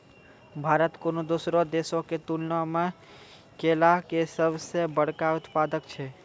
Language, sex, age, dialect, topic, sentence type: Maithili, male, 18-24, Angika, agriculture, statement